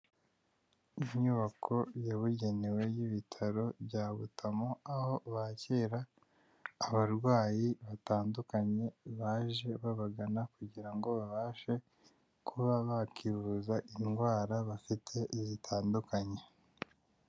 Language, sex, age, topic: Kinyarwanda, male, 18-24, health